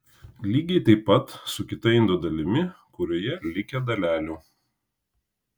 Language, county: Lithuanian, Kaunas